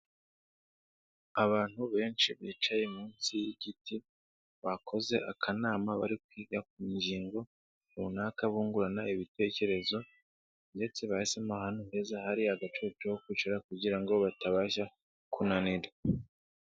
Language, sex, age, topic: Kinyarwanda, male, 18-24, health